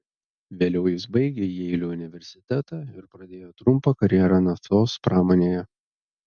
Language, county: Lithuanian, Telšiai